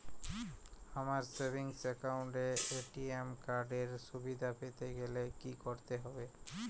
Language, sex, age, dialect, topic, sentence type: Bengali, male, 25-30, Jharkhandi, banking, question